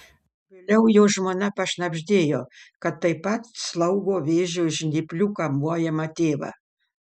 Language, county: Lithuanian, Panevėžys